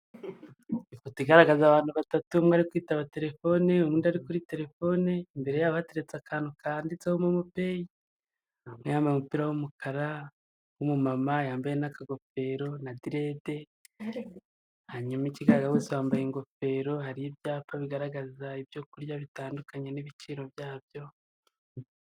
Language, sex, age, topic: Kinyarwanda, male, 25-35, finance